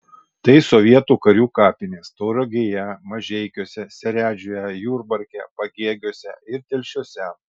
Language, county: Lithuanian, Kaunas